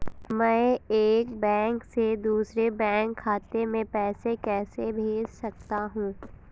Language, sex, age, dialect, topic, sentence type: Hindi, female, 25-30, Awadhi Bundeli, banking, question